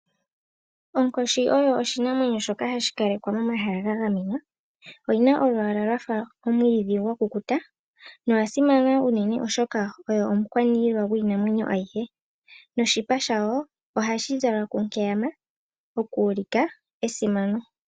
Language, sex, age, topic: Oshiwambo, female, 18-24, agriculture